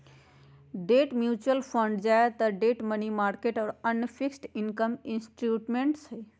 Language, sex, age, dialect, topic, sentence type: Magahi, female, 56-60, Western, banking, statement